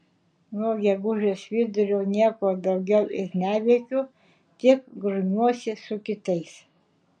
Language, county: Lithuanian, Šiauliai